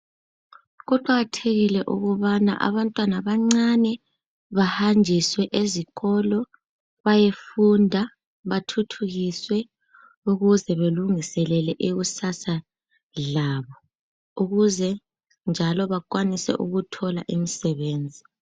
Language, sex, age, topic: North Ndebele, female, 18-24, education